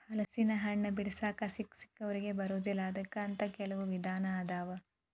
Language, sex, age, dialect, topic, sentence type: Kannada, female, 18-24, Dharwad Kannada, agriculture, statement